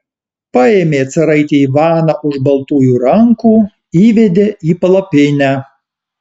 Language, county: Lithuanian, Alytus